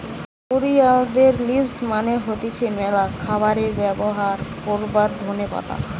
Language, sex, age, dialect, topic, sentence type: Bengali, female, 18-24, Western, agriculture, statement